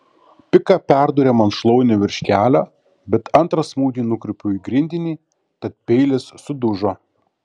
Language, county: Lithuanian, Kaunas